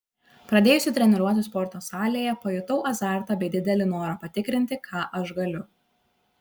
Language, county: Lithuanian, Šiauliai